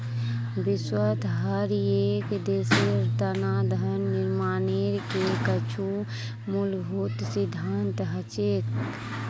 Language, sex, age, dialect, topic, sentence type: Magahi, female, 18-24, Northeastern/Surjapuri, banking, statement